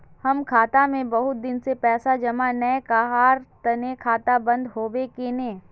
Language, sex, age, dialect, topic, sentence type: Magahi, female, 25-30, Northeastern/Surjapuri, banking, question